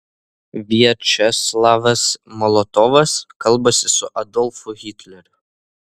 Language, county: Lithuanian, Vilnius